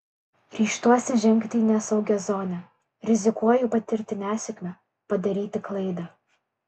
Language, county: Lithuanian, Kaunas